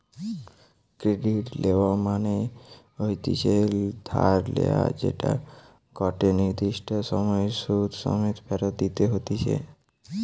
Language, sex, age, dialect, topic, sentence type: Bengali, male, <18, Western, banking, statement